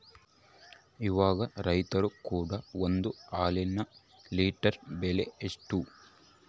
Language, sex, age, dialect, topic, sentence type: Kannada, male, 25-30, Central, agriculture, question